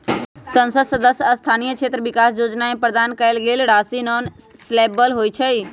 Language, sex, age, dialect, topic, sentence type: Magahi, male, 25-30, Western, banking, statement